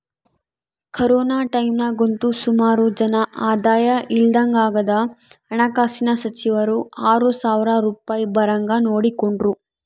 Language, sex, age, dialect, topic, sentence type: Kannada, female, 51-55, Central, banking, statement